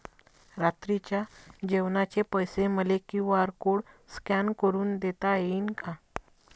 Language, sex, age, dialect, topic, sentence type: Marathi, female, 41-45, Varhadi, banking, question